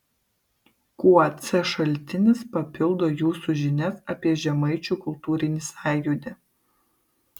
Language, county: Lithuanian, Kaunas